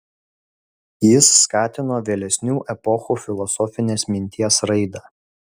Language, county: Lithuanian, Utena